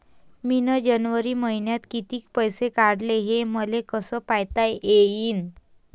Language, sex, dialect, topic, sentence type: Marathi, female, Varhadi, banking, question